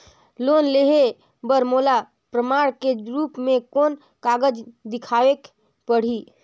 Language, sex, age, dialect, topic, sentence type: Chhattisgarhi, female, 25-30, Northern/Bhandar, banking, statement